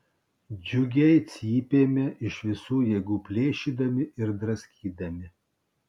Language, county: Lithuanian, Kaunas